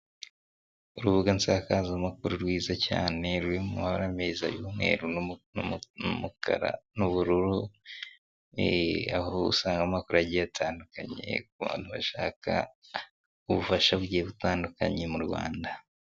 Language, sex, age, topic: Kinyarwanda, male, 18-24, government